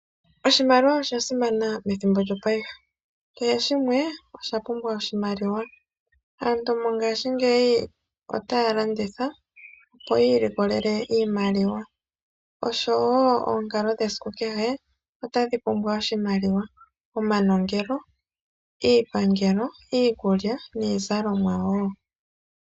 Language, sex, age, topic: Oshiwambo, female, 25-35, finance